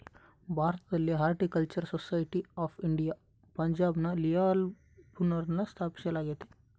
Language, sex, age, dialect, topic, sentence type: Kannada, male, 18-24, Central, agriculture, statement